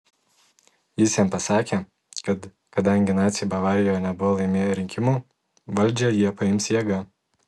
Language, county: Lithuanian, Telšiai